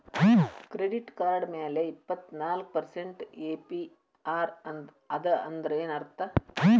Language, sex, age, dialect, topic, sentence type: Kannada, female, 60-100, Dharwad Kannada, banking, statement